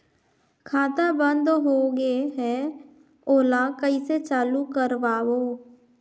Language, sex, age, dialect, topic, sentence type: Chhattisgarhi, female, 25-30, Northern/Bhandar, banking, question